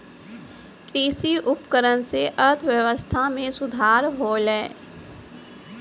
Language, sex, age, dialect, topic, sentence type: Maithili, female, 25-30, Angika, agriculture, statement